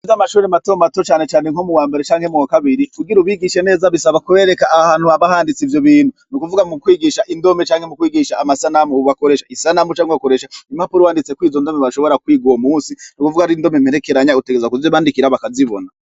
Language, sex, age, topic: Rundi, male, 36-49, education